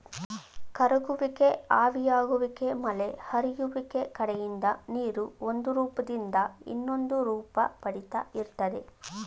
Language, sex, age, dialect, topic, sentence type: Kannada, female, 25-30, Mysore Kannada, agriculture, statement